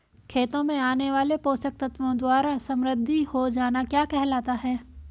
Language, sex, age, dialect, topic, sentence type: Hindi, female, 18-24, Hindustani Malvi Khadi Boli, agriculture, question